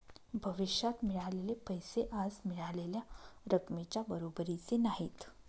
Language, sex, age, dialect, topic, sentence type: Marathi, female, 25-30, Northern Konkan, banking, statement